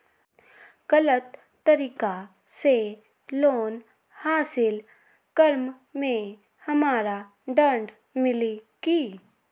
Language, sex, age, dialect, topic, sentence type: Magahi, female, 18-24, Western, banking, question